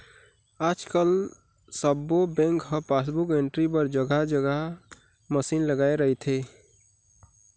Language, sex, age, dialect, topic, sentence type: Chhattisgarhi, male, 41-45, Eastern, banking, statement